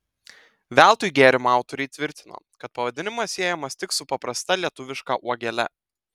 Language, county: Lithuanian, Telšiai